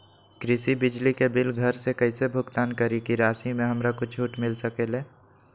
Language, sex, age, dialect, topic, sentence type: Magahi, male, 25-30, Western, banking, question